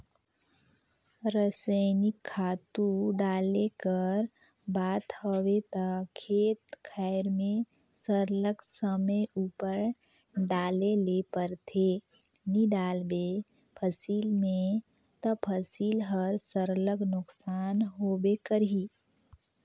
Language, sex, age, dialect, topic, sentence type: Chhattisgarhi, female, 18-24, Northern/Bhandar, agriculture, statement